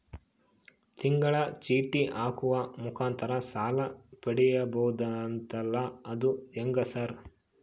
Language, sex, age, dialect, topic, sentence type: Kannada, male, 25-30, Central, banking, question